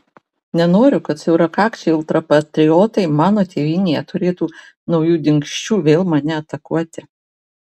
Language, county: Lithuanian, Vilnius